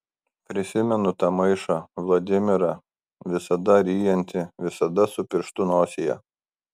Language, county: Lithuanian, Kaunas